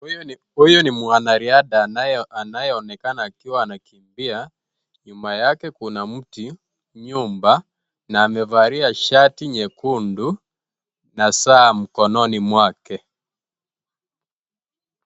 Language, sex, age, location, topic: Swahili, male, 18-24, Kisii, education